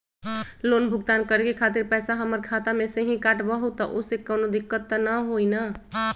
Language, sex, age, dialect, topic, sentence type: Magahi, female, 25-30, Western, banking, question